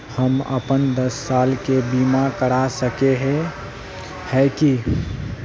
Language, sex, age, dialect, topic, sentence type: Magahi, male, 18-24, Northeastern/Surjapuri, banking, question